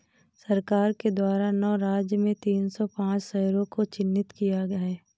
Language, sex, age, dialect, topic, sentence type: Hindi, female, 18-24, Awadhi Bundeli, banking, statement